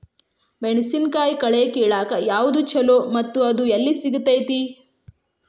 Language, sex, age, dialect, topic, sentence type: Kannada, female, 25-30, Dharwad Kannada, agriculture, question